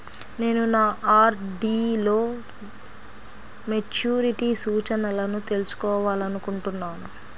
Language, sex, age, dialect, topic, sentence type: Telugu, female, 25-30, Central/Coastal, banking, statement